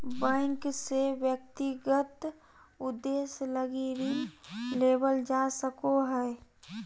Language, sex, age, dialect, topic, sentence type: Magahi, male, 25-30, Southern, banking, statement